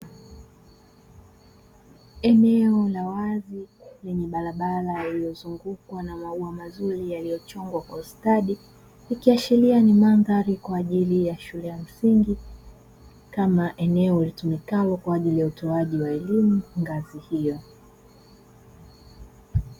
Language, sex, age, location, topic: Swahili, female, 25-35, Dar es Salaam, education